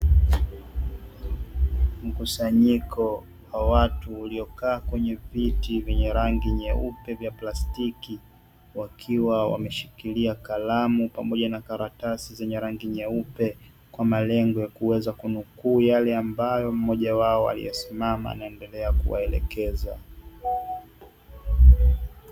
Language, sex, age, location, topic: Swahili, male, 25-35, Dar es Salaam, education